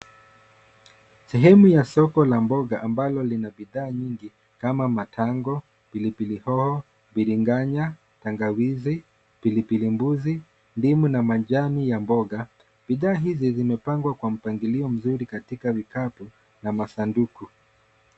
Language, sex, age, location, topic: Swahili, male, 25-35, Nairobi, finance